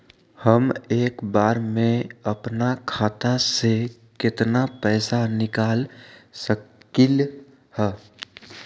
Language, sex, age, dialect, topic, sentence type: Magahi, male, 18-24, Western, banking, question